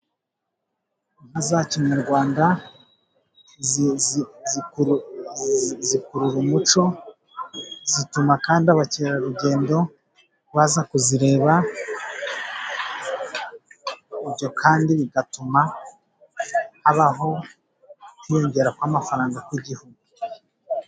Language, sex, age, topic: Kinyarwanda, male, 25-35, agriculture